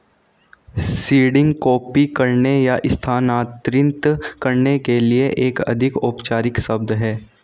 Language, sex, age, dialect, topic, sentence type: Hindi, male, 18-24, Hindustani Malvi Khadi Boli, agriculture, statement